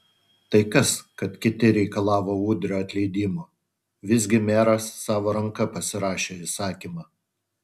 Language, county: Lithuanian, Utena